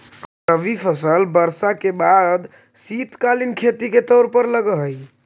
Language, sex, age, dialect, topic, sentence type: Magahi, male, 18-24, Central/Standard, banking, statement